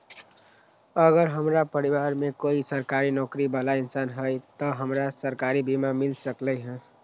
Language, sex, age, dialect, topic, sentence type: Magahi, male, 25-30, Western, agriculture, question